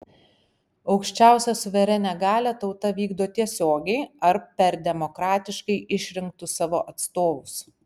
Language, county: Lithuanian, Panevėžys